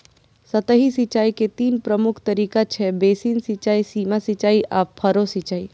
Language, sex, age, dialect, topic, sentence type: Maithili, female, 25-30, Eastern / Thethi, agriculture, statement